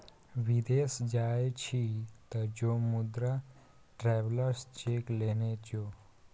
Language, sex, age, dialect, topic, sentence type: Maithili, male, 18-24, Bajjika, banking, statement